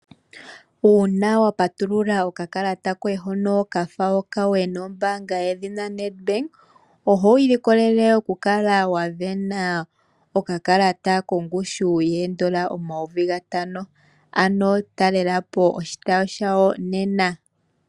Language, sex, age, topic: Oshiwambo, female, 18-24, finance